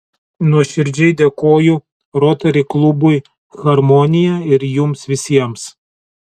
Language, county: Lithuanian, Telšiai